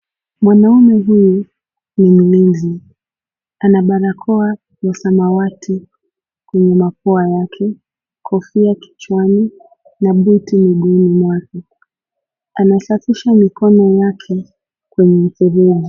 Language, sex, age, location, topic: Swahili, female, 18-24, Mombasa, health